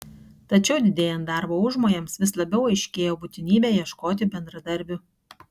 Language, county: Lithuanian, Kaunas